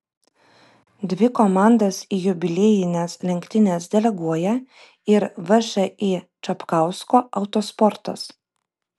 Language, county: Lithuanian, Vilnius